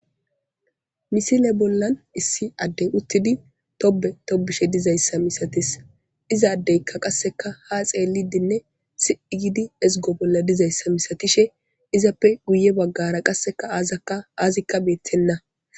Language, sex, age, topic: Gamo, female, 25-35, government